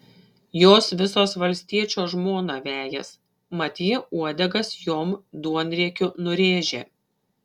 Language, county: Lithuanian, Šiauliai